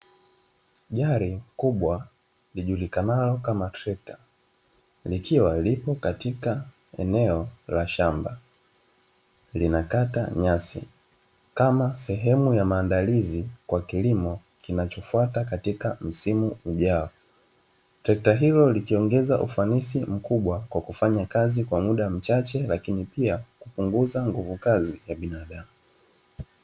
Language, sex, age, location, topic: Swahili, male, 25-35, Dar es Salaam, agriculture